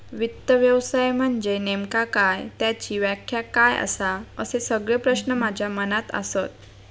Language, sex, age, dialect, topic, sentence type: Marathi, female, 56-60, Southern Konkan, banking, statement